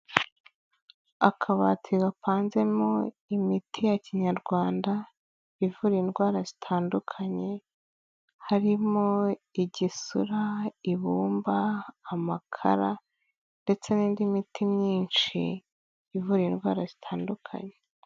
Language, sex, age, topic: Kinyarwanda, female, 25-35, health